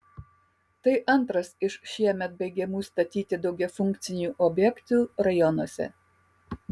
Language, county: Lithuanian, Kaunas